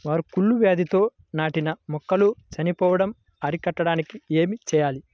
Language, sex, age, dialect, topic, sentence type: Telugu, male, 56-60, Central/Coastal, agriculture, question